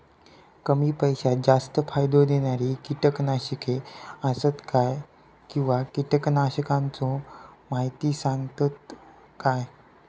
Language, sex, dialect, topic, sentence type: Marathi, male, Southern Konkan, agriculture, question